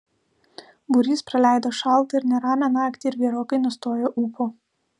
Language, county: Lithuanian, Alytus